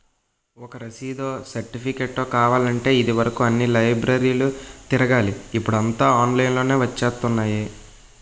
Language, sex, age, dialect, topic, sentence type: Telugu, male, 18-24, Utterandhra, banking, statement